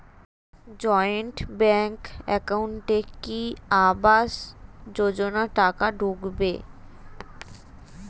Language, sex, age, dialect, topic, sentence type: Bengali, female, 36-40, Standard Colloquial, banking, question